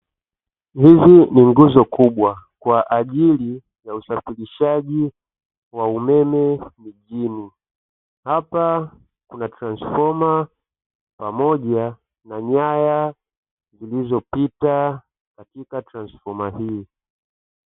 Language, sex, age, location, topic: Swahili, male, 25-35, Dar es Salaam, government